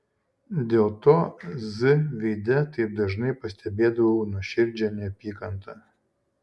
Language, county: Lithuanian, Šiauliai